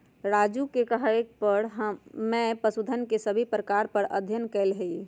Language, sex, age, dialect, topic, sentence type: Magahi, female, 60-100, Western, agriculture, statement